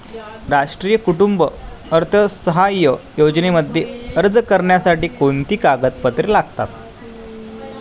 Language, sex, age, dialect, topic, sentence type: Marathi, male, 18-24, Standard Marathi, banking, question